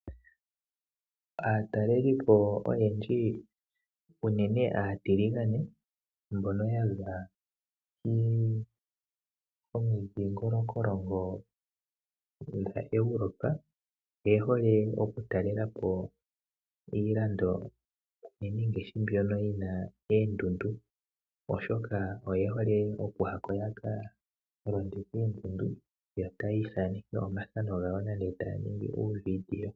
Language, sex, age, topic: Oshiwambo, male, 25-35, agriculture